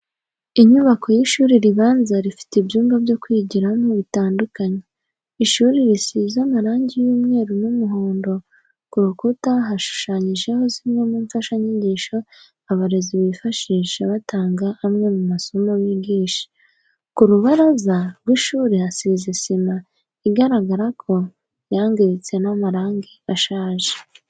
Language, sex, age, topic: Kinyarwanda, female, 18-24, education